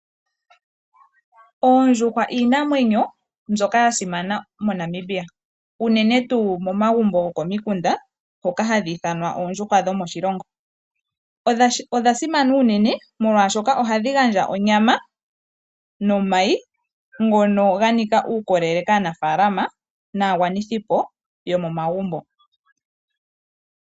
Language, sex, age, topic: Oshiwambo, female, 18-24, agriculture